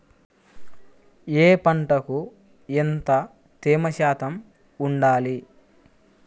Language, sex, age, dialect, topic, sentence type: Telugu, male, 41-45, Central/Coastal, agriculture, question